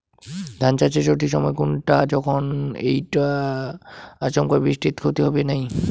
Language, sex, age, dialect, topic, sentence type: Bengali, male, 18-24, Rajbangshi, agriculture, question